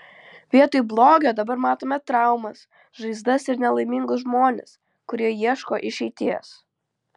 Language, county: Lithuanian, Vilnius